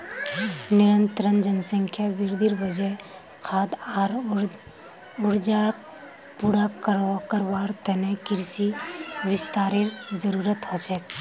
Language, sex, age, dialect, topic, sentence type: Magahi, female, 18-24, Northeastern/Surjapuri, agriculture, statement